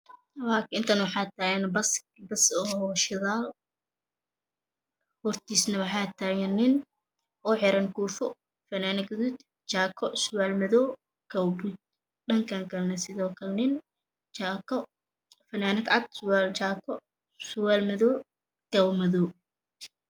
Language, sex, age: Somali, female, 18-24